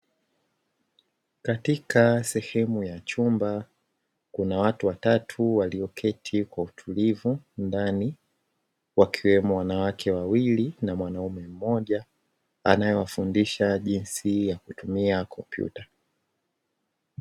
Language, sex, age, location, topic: Swahili, male, 18-24, Dar es Salaam, education